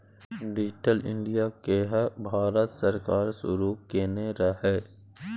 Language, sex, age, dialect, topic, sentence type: Maithili, male, 18-24, Bajjika, banking, statement